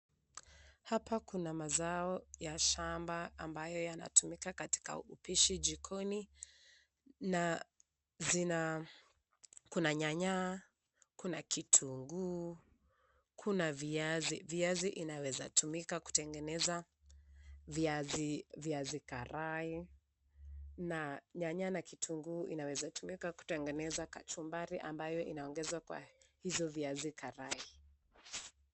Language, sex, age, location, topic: Swahili, female, 25-35, Nakuru, finance